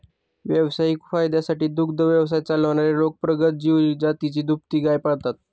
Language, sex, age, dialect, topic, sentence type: Marathi, male, 31-35, Standard Marathi, agriculture, statement